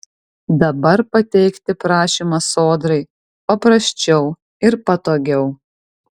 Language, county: Lithuanian, Kaunas